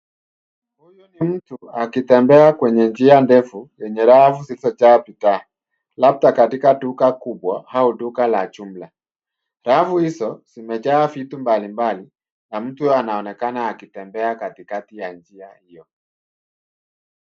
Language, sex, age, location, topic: Swahili, male, 36-49, Nairobi, finance